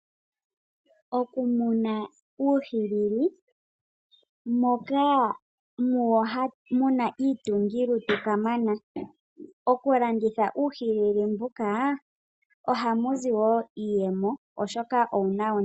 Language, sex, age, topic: Oshiwambo, female, 25-35, agriculture